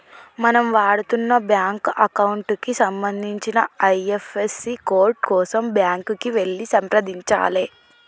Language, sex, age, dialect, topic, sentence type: Telugu, female, 18-24, Telangana, banking, statement